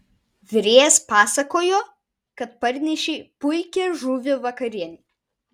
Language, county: Lithuanian, Vilnius